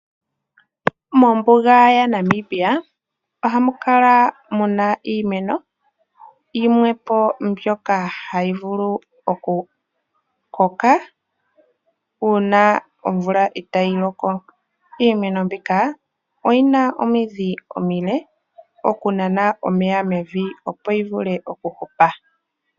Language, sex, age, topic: Oshiwambo, male, 18-24, agriculture